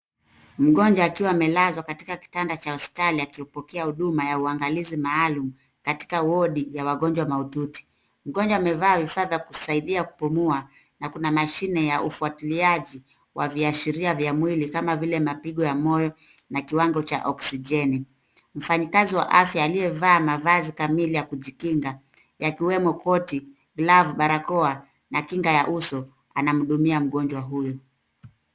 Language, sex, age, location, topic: Swahili, female, 36-49, Nairobi, health